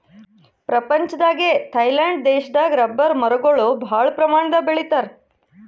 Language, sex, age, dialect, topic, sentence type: Kannada, female, 31-35, Northeastern, agriculture, statement